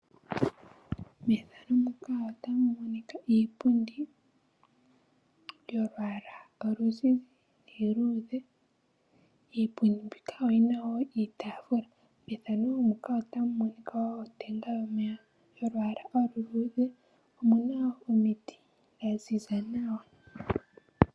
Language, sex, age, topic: Oshiwambo, female, 18-24, finance